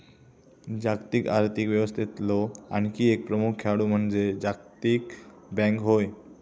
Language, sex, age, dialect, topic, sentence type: Marathi, male, 18-24, Southern Konkan, banking, statement